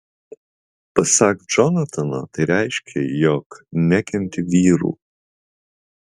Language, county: Lithuanian, Vilnius